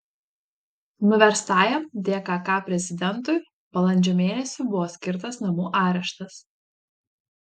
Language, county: Lithuanian, Panevėžys